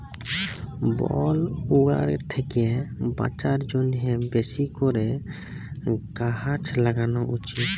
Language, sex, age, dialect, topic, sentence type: Bengali, male, 18-24, Jharkhandi, agriculture, statement